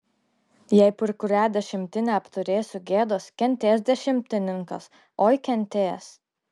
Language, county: Lithuanian, Klaipėda